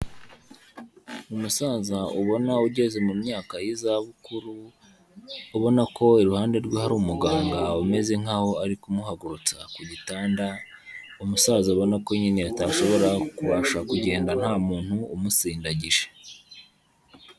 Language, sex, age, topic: Kinyarwanda, male, 25-35, health